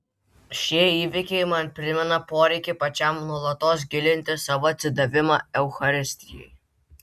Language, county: Lithuanian, Vilnius